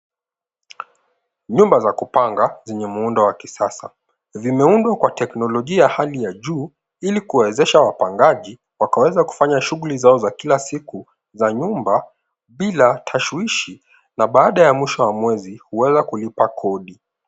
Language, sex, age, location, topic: Swahili, male, 18-24, Nairobi, finance